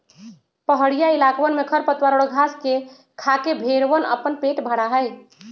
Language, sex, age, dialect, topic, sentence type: Magahi, female, 56-60, Western, agriculture, statement